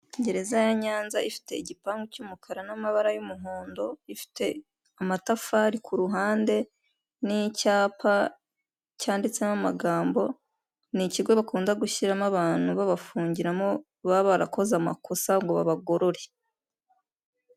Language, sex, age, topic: Kinyarwanda, female, 25-35, government